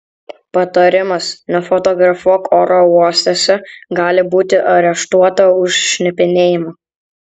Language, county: Lithuanian, Kaunas